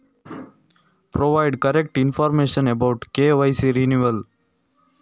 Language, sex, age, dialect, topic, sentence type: Kannada, male, 18-24, Coastal/Dakshin, banking, question